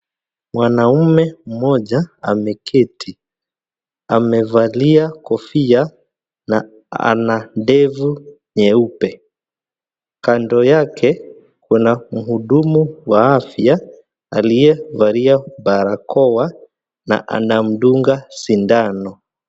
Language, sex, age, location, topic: Swahili, male, 25-35, Kisii, health